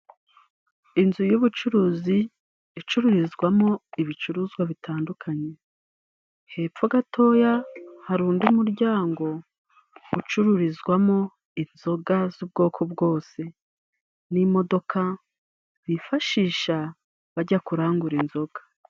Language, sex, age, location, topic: Kinyarwanda, female, 36-49, Musanze, finance